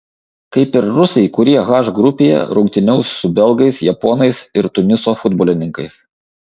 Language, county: Lithuanian, Šiauliai